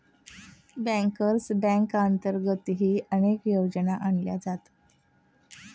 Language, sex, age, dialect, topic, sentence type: Marathi, female, 36-40, Standard Marathi, banking, statement